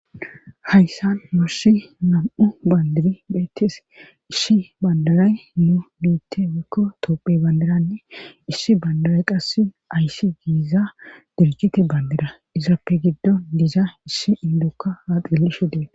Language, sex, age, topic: Gamo, female, 36-49, government